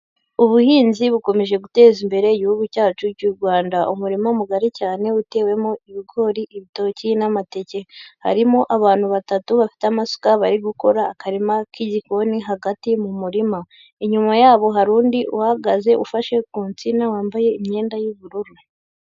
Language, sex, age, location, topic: Kinyarwanda, female, 18-24, Huye, agriculture